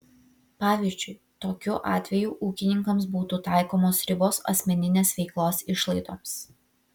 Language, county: Lithuanian, Vilnius